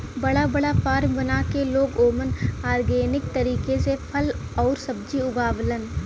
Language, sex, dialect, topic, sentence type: Bhojpuri, female, Western, agriculture, statement